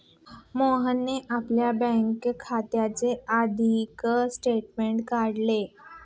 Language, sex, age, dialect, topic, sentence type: Marathi, female, 25-30, Standard Marathi, banking, statement